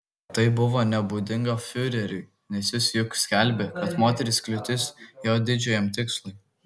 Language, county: Lithuanian, Kaunas